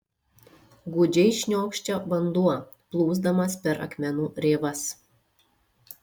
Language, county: Lithuanian, Šiauliai